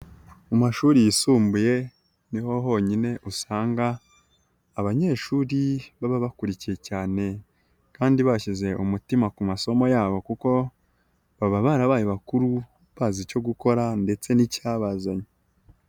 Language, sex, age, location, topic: Kinyarwanda, female, 18-24, Nyagatare, education